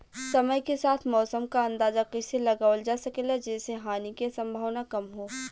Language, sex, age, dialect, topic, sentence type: Bhojpuri, female, 41-45, Western, agriculture, question